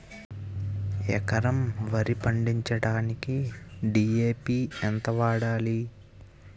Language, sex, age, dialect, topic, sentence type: Telugu, male, 18-24, Utterandhra, agriculture, question